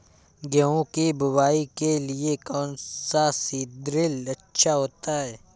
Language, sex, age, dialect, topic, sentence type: Hindi, male, 25-30, Awadhi Bundeli, agriculture, question